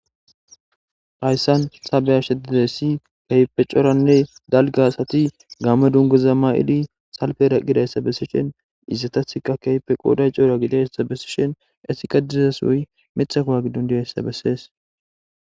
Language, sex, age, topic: Gamo, male, 18-24, government